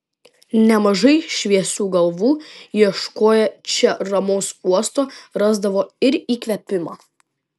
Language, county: Lithuanian, Vilnius